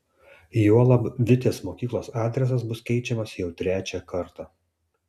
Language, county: Lithuanian, Tauragė